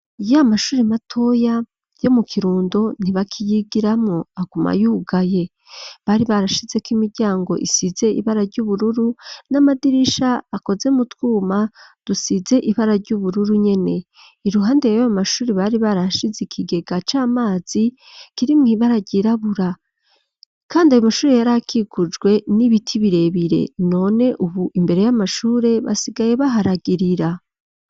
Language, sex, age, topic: Rundi, female, 25-35, education